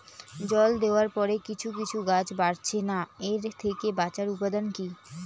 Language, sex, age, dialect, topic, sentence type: Bengali, female, 18-24, Rajbangshi, agriculture, question